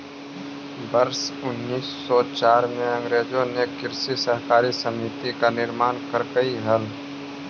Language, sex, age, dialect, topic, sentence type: Magahi, male, 18-24, Central/Standard, agriculture, statement